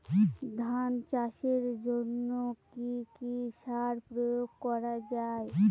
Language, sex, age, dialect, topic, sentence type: Bengali, female, 18-24, Northern/Varendri, agriculture, question